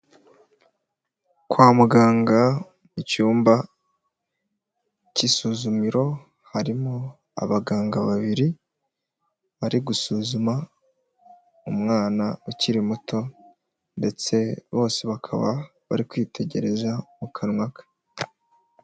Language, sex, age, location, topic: Kinyarwanda, male, 18-24, Huye, health